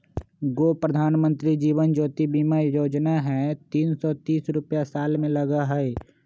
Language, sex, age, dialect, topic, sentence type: Magahi, male, 25-30, Western, banking, question